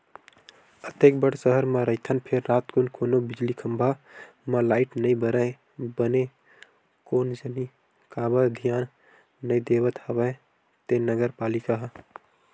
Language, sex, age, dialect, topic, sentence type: Chhattisgarhi, male, 18-24, Western/Budati/Khatahi, banking, statement